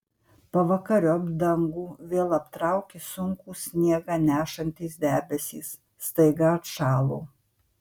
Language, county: Lithuanian, Marijampolė